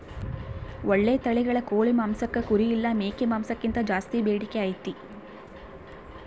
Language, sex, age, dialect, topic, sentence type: Kannada, female, 25-30, Central, agriculture, statement